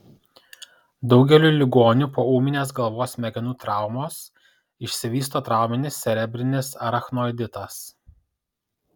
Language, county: Lithuanian, Kaunas